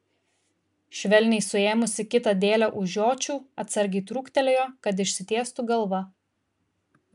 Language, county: Lithuanian, Kaunas